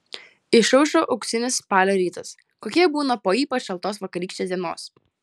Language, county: Lithuanian, Klaipėda